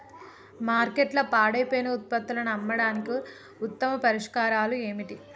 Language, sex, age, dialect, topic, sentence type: Telugu, female, 25-30, Telangana, agriculture, statement